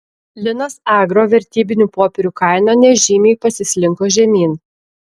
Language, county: Lithuanian, Klaipėda